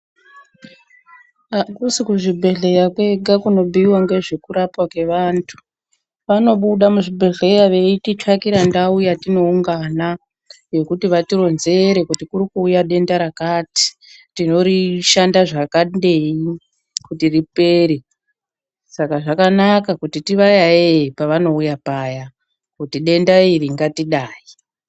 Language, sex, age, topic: Ndau, female, 18-24, health